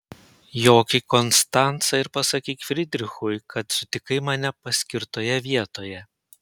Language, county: Lithuanian, Panevėžys